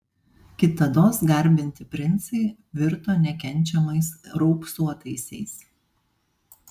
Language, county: Lithuanian, Panevėžys